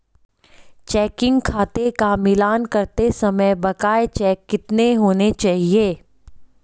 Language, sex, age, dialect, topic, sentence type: Hindi, female, 25-30, Hindustani Malvi Khadi Boli, banking, question